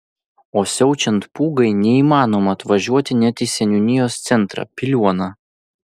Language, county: Lithuanian, Vilnius